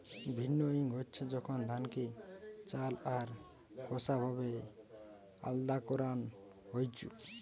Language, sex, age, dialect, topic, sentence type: Bengali, male, 18-24, Western, agriculture, statement